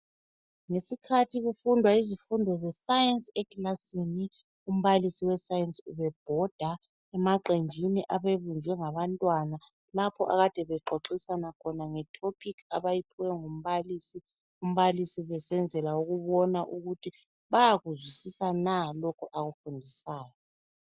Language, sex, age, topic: North Ndebele, female, 36-49, education